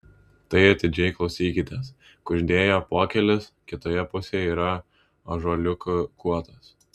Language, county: Lithuanian, Vilnius